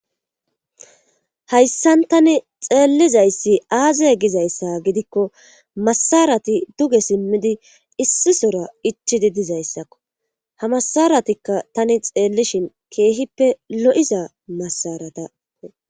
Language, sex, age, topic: Gamo, female, 18-24, government